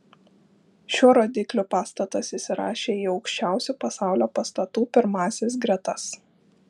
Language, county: Lithuanian, Šiauliai